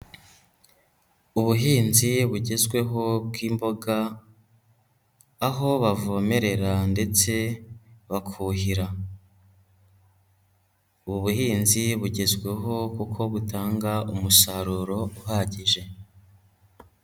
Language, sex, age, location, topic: Kinyarwanda, female, 25-35, Huye, agriculture